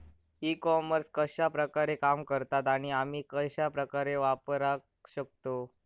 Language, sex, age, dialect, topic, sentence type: Marathi, male, 18-24, Southern Konkan, agriculture, question